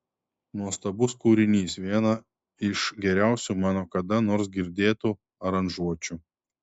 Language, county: Lithuanian, Telšiai